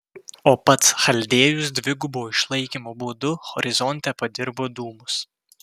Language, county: Lithuanian, Vilnius